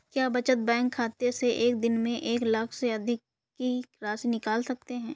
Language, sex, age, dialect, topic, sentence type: Hindi, female, 18-24, Kanauji Braj Bhasha, banking, question